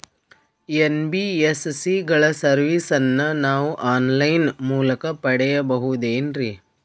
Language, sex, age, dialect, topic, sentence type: Kannada, female, 41-45, Northeastern, banking, question